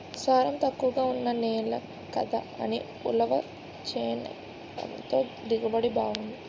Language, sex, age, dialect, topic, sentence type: Telugu, female, 18-24, Utterandhra, agriculture, statement